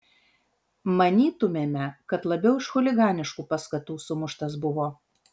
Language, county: Lithuanian, Vilnius